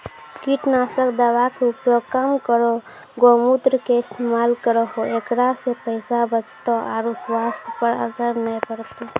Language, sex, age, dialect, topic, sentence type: Maithili, female, 18-24, Angika, agriculture, question